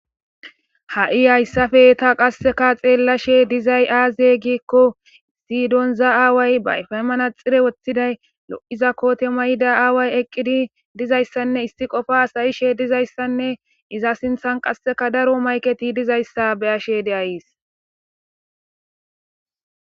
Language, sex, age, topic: Gamo, female, 18-24, government